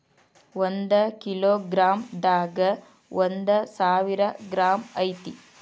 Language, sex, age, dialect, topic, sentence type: Kannada, female, 36-40, Dharwad Kannada, agriculture, statement